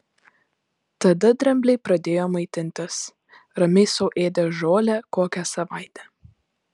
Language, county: Lithuanian, Panevėžys